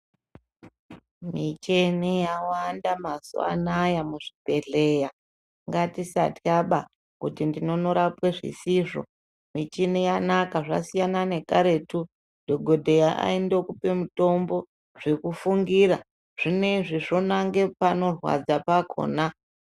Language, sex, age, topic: Ndau, male, 36-49, health